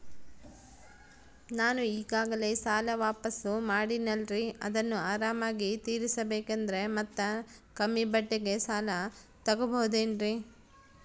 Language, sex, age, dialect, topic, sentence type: Kannada, female, 46-50, Central, banking, question